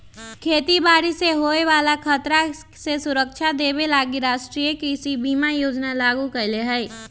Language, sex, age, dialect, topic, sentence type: Magahi, male, 25-30, Western, agriculture, statement